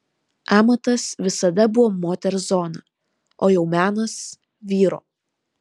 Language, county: Lithuanian, Vilnius